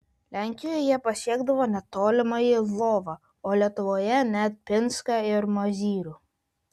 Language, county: Lithuanian, Vilnius